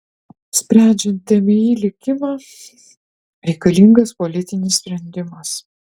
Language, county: Lithuanian, Utena